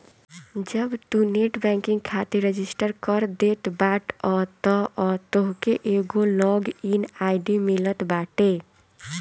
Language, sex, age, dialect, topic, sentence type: Bhojpuri, female, 18-24, Northern, banking, statement